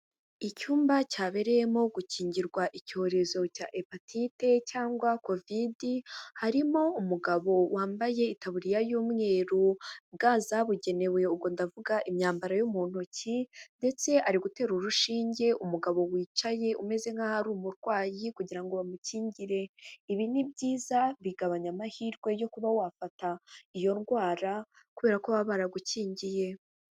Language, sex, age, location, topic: Kinyarwanda, female, 25-35, Huye, health